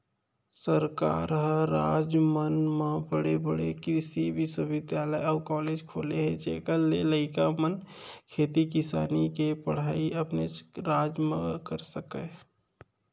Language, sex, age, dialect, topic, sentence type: Chhattisgarhi, male, 25-30, Central, agriculture, statement